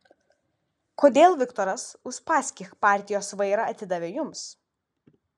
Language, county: Lithuanian, Vilnius